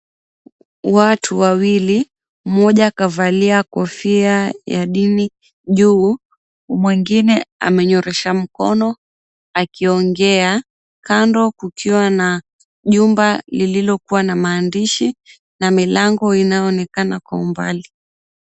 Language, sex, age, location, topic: Swahili, female, 18-24, Mombasa, health